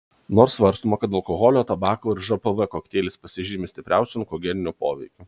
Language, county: Lithuanian, Kaunas